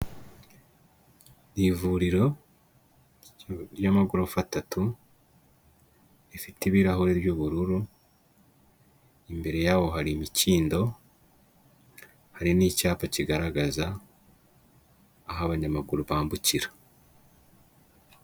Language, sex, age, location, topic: Kinyarwanda, male, 25-35, Kigali, health